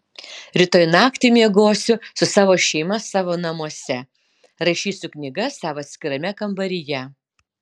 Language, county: Lithuanian, Utena